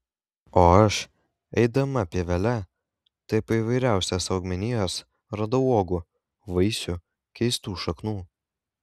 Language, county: Lithuanian, Kaunas